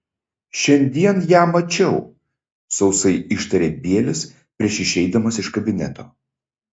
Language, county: Lithuanian, Šiauliai